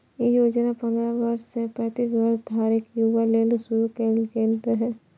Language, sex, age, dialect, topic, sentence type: Maithili, female, 41-45, Eastern / Thethi, banking, statement